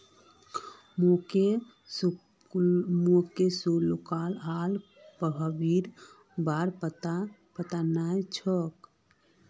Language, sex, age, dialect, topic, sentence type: Magahi, female, 25-30, Northeastern/Surjapuri, banking, statement